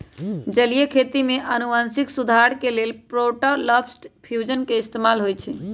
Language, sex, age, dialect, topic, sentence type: Magahi, male, 18-24, Western, agriculture, statement